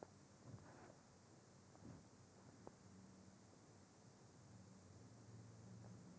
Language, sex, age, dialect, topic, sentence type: Marathi, female, 25-30, Northern Konkan, agriculture, statement